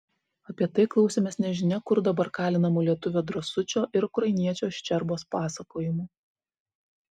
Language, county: Lithuanian, Vilnius